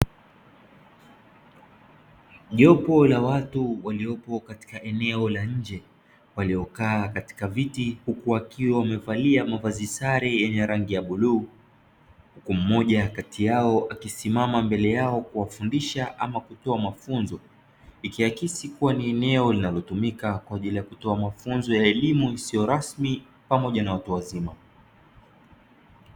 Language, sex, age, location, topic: Swahili, male, 25-35, Dar es Salaam, education